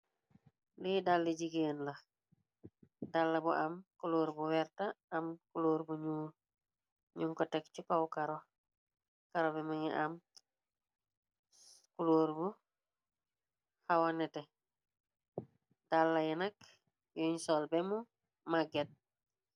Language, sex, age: Wolof, female, 25-35